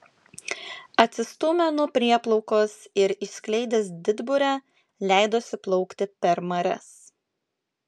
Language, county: Lithuanian, Klaipėda